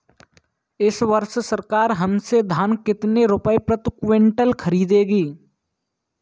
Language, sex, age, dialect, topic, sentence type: Hindi, male, 18-24, Kanauji Braj Bhasha, agriculture, question